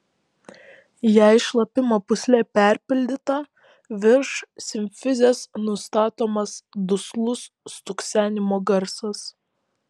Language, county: Lithuanian, Vilnius